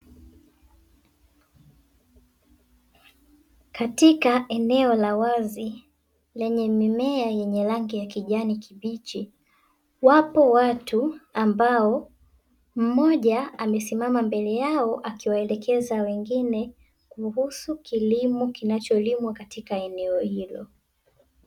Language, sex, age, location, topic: Swahili, female, 18-24, Dar es Salaam, education